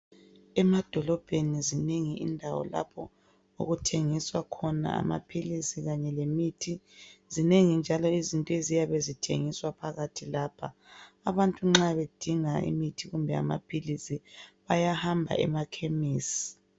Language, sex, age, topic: North Ndebele, female, 25-35, health